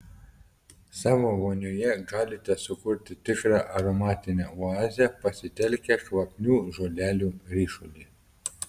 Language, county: Lithuanian, Telšiai